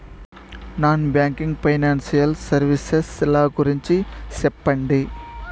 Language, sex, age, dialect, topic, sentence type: Telugu, male, 25-30, Southern, banking, question